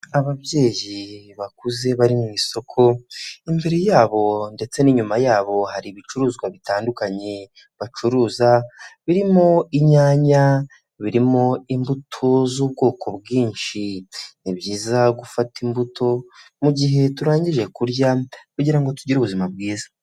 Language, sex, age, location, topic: Kinyarwanda, male, 18-24, Huye, health